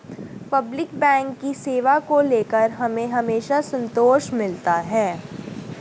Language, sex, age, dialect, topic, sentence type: Hindi, female, 31-35, Hindustani Malvi Khadi Boli, banking, statement